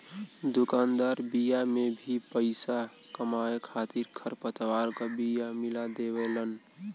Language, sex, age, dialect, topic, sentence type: Bhojpuri, male, 18-24, Western, agriculture, statement